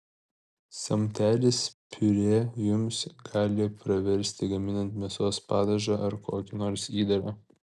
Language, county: Lithuanian, Vilnius